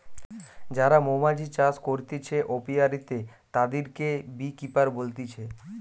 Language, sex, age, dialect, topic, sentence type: Bengali, male, 18-24, Western, agriculture, statement